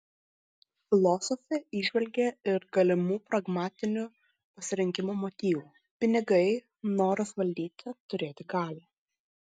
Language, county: Lithuanian, Klaipėda